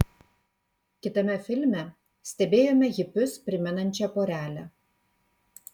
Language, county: Lithuanian, Kaunas